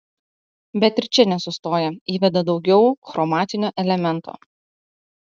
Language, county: Lithuanian, Utena